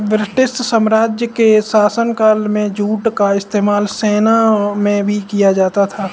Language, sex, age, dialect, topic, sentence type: Hindi, male, 18-24, Kanauji Braj Bhasha, agriculture, statement